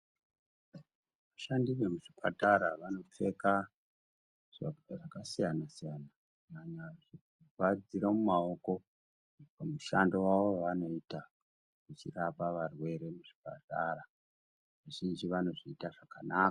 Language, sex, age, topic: Ndau, male, 50+, health